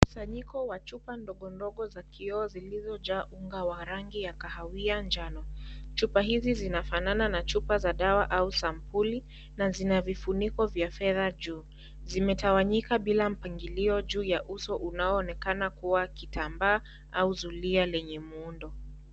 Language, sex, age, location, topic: Swahili, female, 18-24, Kisii, health